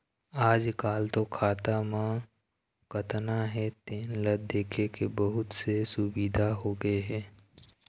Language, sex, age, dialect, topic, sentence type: Chhattisgarhi, male, 18-24, Eastern, banking, statement